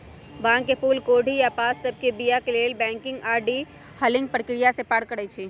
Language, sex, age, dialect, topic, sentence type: Magahi, male, 18-24, Western, agriculture, statement